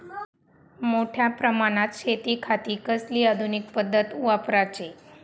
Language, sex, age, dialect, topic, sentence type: Marathi, female, 31-35, Southern Konkan, agriculture, question